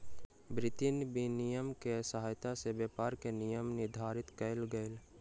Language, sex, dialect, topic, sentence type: Maithili, male, Southern/Standard, banking, statement